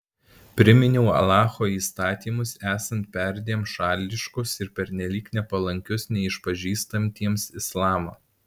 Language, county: Lithuanian, Alytus